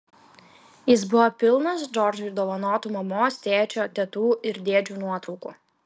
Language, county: Lithuanian, Klaipėda